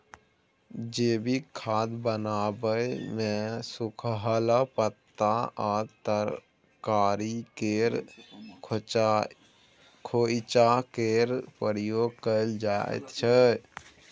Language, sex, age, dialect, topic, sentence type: Maithili, male, 60-100, Bajjika, agriculture, statement